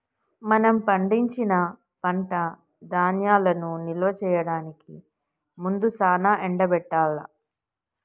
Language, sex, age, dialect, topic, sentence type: Telugu, female, 36-40, Telangana, agriculture, statement